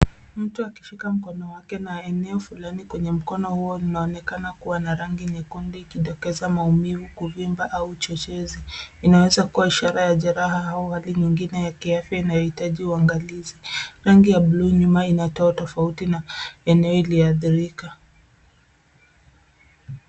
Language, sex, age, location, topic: Swahili, female, 25-35, Nairobi, health